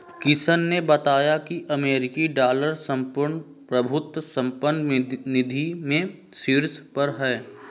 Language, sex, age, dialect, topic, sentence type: Hindi, male, 60-100, Marwari Dhudhari, banking, statement